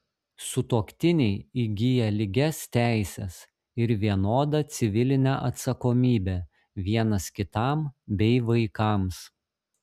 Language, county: Lithuanian, Šiauliai